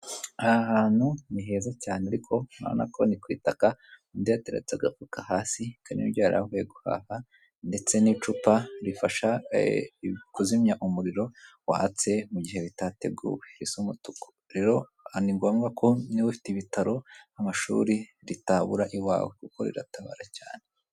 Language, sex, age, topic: Kinyarwanda, male, 18-24, government